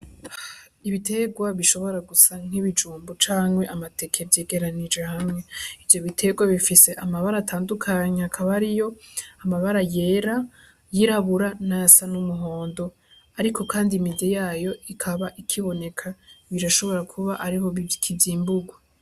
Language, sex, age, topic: Rundi, female, 18-24, agriculture